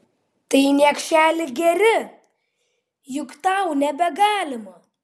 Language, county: Lithuanian, Vilnius